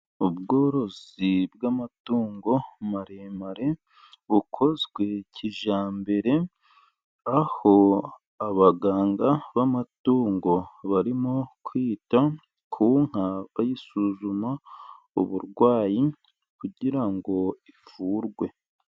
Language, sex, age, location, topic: Kinyarwanda, male, 36-49, Burera, agriculture